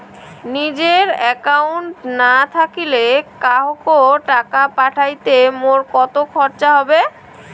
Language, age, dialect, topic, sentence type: Bengali, 18-24, Rajbangshi, banking, question